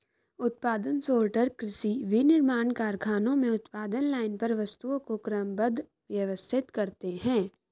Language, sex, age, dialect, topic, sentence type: Hindi, female, 25-30, Hindustani Malvi Khadi Boli, agriculture, statement